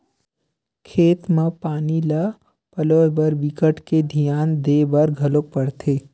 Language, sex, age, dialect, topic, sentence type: Chhattisgarhi, male, 18-24, Western/Budati/Khatahi, agriculture, statement